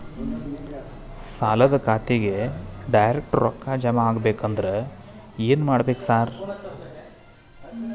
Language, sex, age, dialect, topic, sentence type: Kannada, male, 36-40, Dharwad Kannada, banking, question